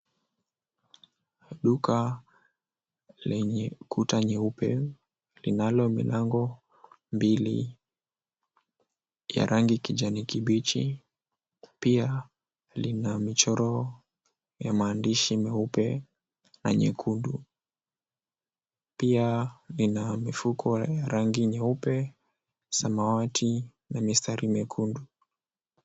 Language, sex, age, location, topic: Swahili, male, 18-24, Mombasa, finance